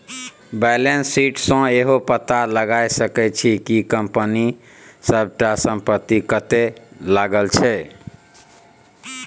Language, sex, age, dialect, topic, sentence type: Maithili, male, 46-50, Bajjika, banking, statement